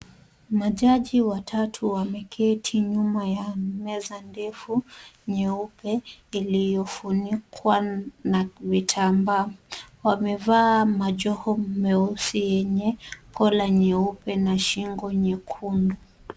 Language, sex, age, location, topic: Swahili, female, 18-24, Kisumu, government